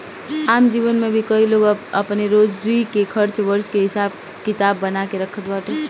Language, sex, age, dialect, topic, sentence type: Bhojpuri, female, 18-24, Northern, banking, statement